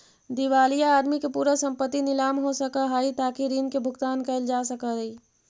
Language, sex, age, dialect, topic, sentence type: Magahi, female, 18-24, Central/Standard, agriculture, statement